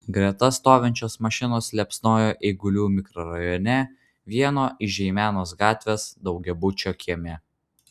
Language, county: Lithuanian, Vilnius